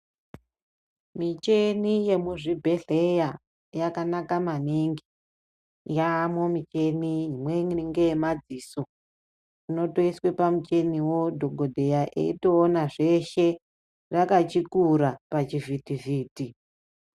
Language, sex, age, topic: Ndau, female, 36-49, health